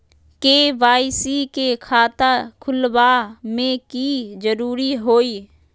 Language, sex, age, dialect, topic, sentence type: Magahi, female, 31-35, Western, banking, question